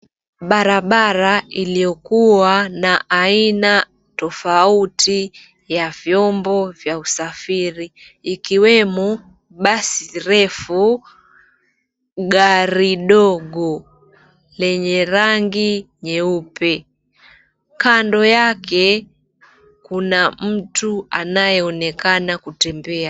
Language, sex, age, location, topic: Swahili, female, 25-35, Mombasa, government